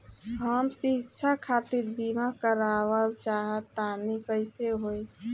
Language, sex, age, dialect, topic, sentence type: Bhojpuri, female, 25-30, Southern / Standard, banking, question